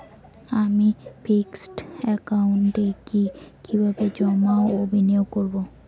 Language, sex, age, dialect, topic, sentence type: Bengali, female, 18-24, Rajbangshi, banking, question